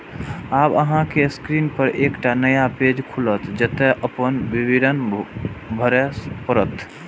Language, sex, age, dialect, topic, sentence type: Maithili, male, 18-24, Eastern / Thethi, banking, statement